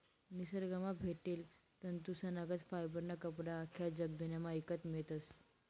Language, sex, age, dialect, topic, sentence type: Marathi, female, 18-24, Northern Konkan, agriculture, statement